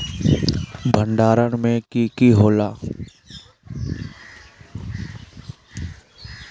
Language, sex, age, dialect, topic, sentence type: Magahi, male, 18-24, Northeastern/Surjapuri, agriculture, question